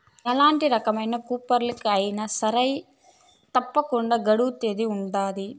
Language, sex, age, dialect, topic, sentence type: Telugu, female, 18-24, Southern, banking, statement